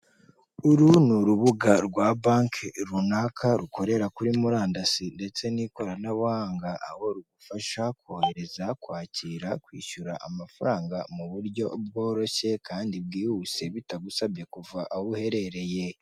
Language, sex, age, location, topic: Kinyarwanda, female, 18-24, Kigali, finance